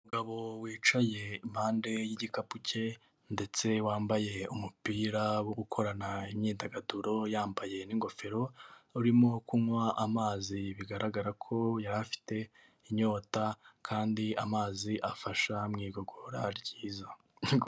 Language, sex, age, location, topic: Kinyarwanda, male, 18-24, Kigali, health